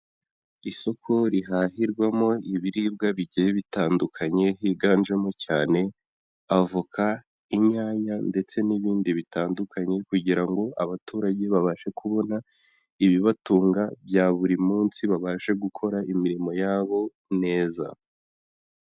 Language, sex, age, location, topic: Kinyarwanda, male, 18-24, Huye, agriculture